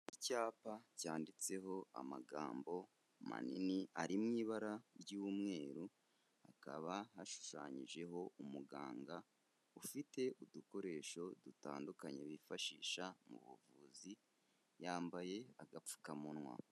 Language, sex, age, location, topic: Kinyarwanda, male, 25-35, Kigali, health